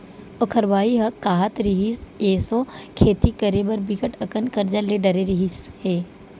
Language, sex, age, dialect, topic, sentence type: Chhattisgarhi, female, 18-24, Western/Budati/Khatahi, agriculture, statement